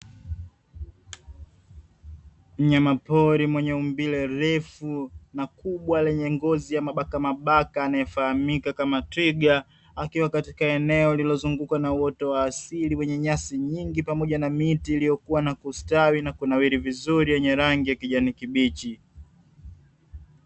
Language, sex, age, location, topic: Swahili, male, 25-35, Dar es Salaam, agriculture